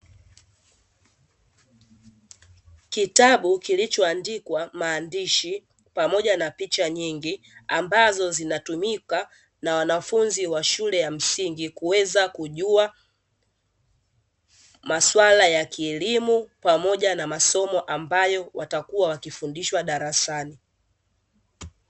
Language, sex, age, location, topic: Swahili, female, 18-24, Dar es Salaam, education